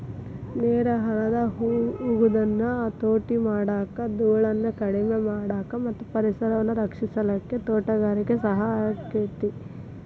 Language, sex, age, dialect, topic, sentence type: Kannada, female, 18-24, Dharwad Kannada, agriculture, statement